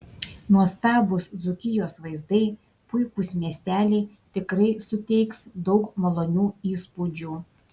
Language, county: Lithuanian, Šiauliai